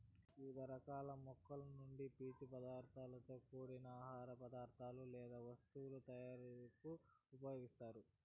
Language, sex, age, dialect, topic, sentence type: Telugu, male, 46-50, Southern, agriculture, statement